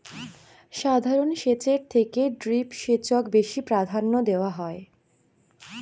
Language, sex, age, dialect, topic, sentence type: Bengali, female, 18-24, Rajbangshi, agriculture, statement